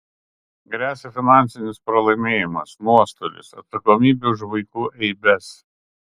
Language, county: Lithuanian, Kaunas